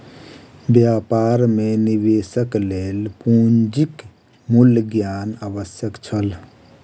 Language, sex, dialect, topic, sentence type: Maithili, male, Southern/Standard, banking, statement